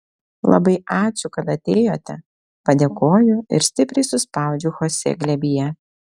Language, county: Lithuanian, Telšiai